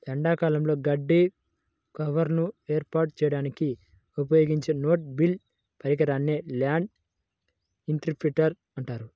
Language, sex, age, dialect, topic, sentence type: Telugu, male, 25-30, Central/Coastal, agriculture, statement